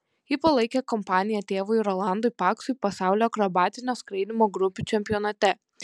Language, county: Lithuanian, Panevėžys